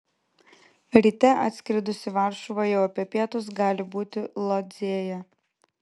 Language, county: Lithuanian, Vilnius